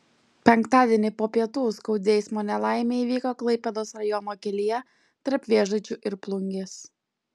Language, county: Lithuanian, Klaipėda